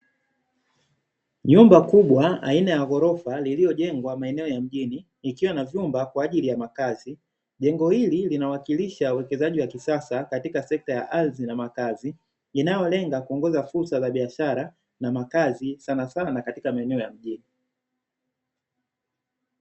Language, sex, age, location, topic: Swahili, male, 25-35, Dar es Salaam, finance